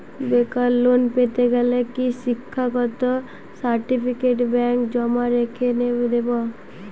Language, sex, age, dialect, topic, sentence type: Bengali, female, 18-24, Western, banking, question